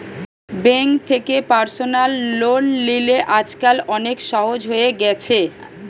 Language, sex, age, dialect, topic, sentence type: Bengali, female, 31-35, Western, banking, statement